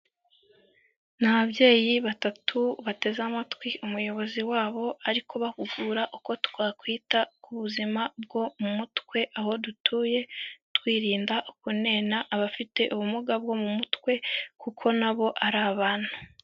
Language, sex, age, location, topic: Kinyarwanda, female, 18-24, Huye, health